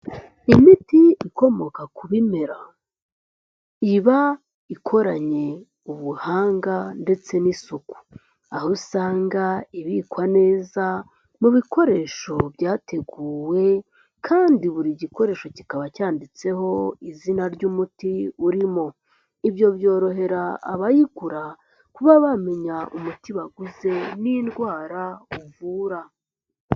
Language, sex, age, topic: Kinyarwanda, male, 25-35, health